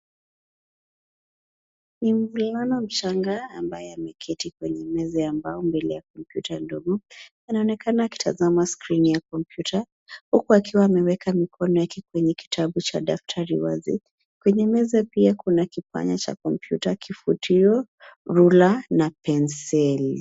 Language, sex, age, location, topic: Swahili, female, 25-35, Nairobi, education